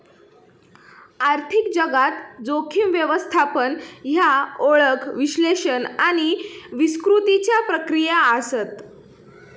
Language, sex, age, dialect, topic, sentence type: Marathi, female, 18-24, Southern Konkan, banking, statement